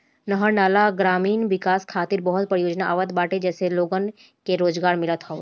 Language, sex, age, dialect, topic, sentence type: Bhojpuri, female, 18-24, Northern, banking, statement